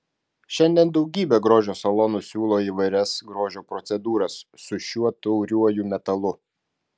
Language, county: Lithuanian, Klaipėda